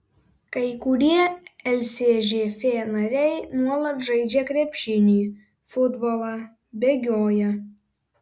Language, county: Lithuanian, Vilnius